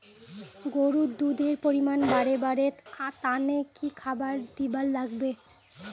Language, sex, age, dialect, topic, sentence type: Bengali, female, 25-30, Rajbangshi, agriculture, question